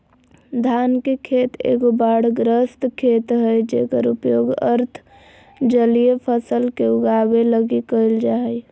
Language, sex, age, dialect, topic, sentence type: Magahi, male, 18-24, Southern, agriculture, statement